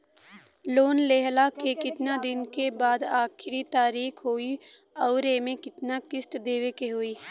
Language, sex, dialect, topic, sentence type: Bhojpuri, female, Western, banking, question